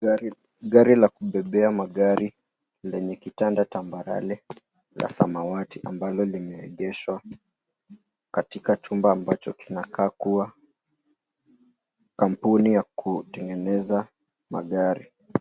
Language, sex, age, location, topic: Swahili, male, 18-24, Nairobi, finance